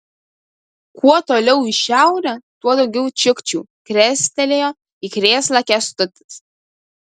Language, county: Lithuanian, Kaunas